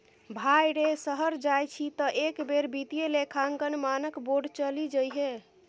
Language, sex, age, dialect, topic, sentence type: Maithili, female, 51-55, Bajjika, banking, statement